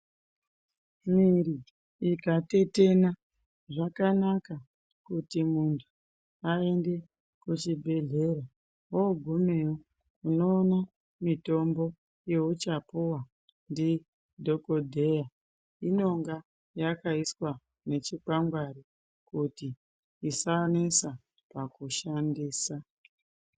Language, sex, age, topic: Ndau, female, 18-24, health